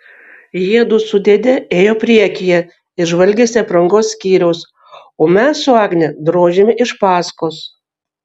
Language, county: Lithuanian, Vilnius